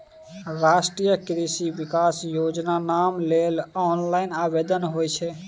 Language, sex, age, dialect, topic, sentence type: Maithili, male, 18-24, Bajjika, agriculture, statement